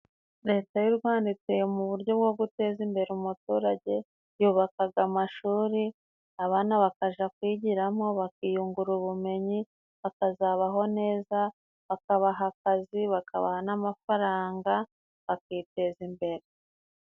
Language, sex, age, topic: Kinyarwanda, female, 25-35, education